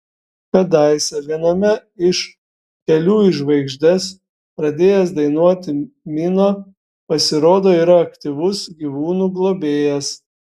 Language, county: Lithuanian, Šiauliai